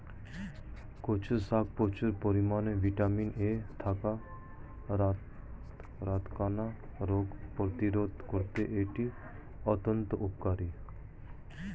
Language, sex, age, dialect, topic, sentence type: Bengali, male, 36-40, Standard Colloquial, agriculture, statement